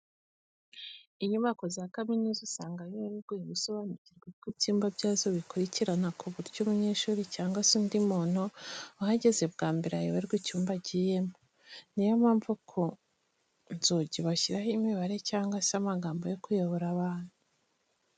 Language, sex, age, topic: Kinyarwanda, female, 25-35, education